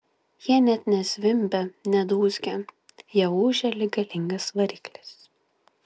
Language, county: Lithuanian, Klaipėda